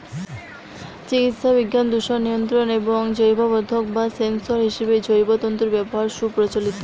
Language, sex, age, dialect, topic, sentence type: Bengali, female, 18-24, Western, agriculture, statement